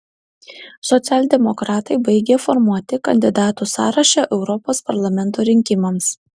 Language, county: Lithuanian, Alytus